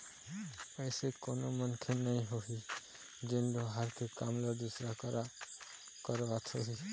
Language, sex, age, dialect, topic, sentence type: Chhattisgarhi, male, 25-30, Eastern, banking, statement